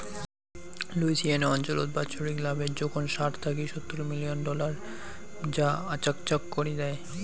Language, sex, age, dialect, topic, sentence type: Bengali, male, 25-30, Rajbangshi, agriculture, statement